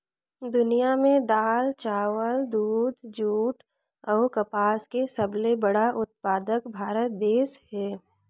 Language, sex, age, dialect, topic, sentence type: Chhattisgarhi, female, 46-50, Northern/Bhandar, agriculture, statement